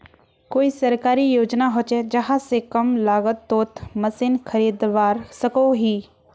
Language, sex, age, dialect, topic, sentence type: Magahi, female, 18-24, Northeastern/Surjapuri, agriculture, question